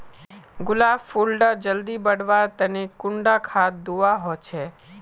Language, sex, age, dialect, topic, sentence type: Magahi, female, 25-30, Northeastern/Surjapuri, agriculture, question